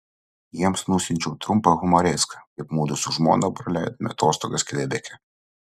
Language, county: Lithuanian, Utena